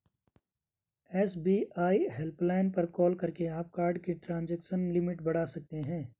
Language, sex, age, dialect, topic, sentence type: Hindi, male, 25-30, Garhwali, banking, statement